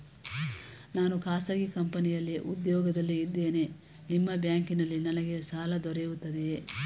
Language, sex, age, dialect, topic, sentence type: Kannada, female, 18-24, Mysore Kannada, banking, question